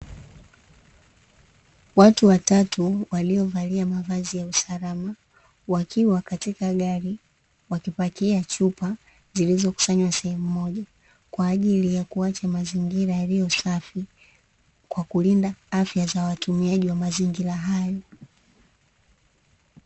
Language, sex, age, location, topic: Swahili, female, 18-24, Dar es Salaam, health